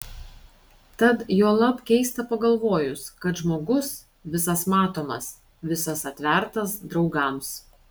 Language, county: Lithuanian, Šiauliai